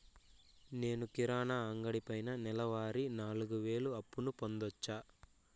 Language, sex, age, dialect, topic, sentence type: Telugu, male, 41-45, Southern, banking, question